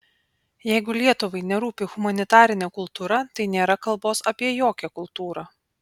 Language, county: Lithuanian, Panevėžys